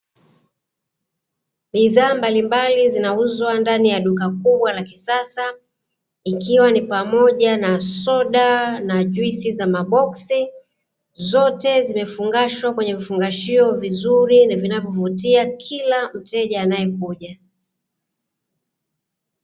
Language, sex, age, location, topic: Swahili, female, 36-49, Dar es Salaam, finance